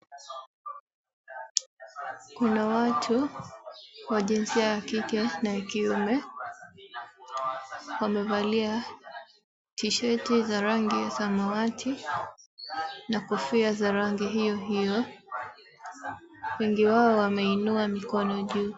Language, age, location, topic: Swahili, 18-24, Mombasa, government